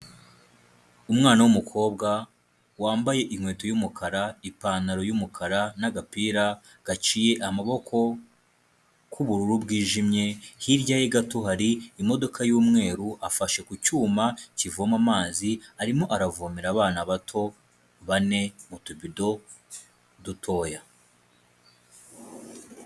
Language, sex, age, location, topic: Kinyarwanda, male, 25-35, Kigali, health